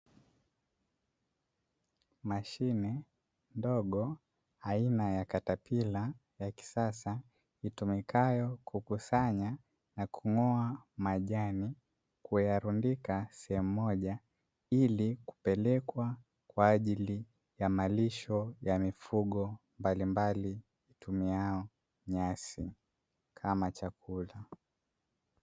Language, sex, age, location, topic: Swahili, male, 18-24, Dar es Salaam, agriculture